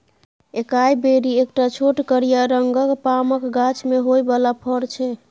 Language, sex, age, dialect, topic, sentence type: Maithili, female, 18-24, Bajjika, agriculture, statement